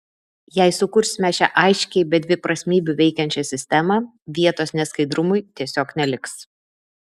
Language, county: Lithuanian, Vilnius